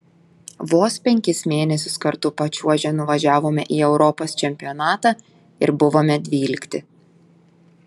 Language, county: Lithuanian, Telšiai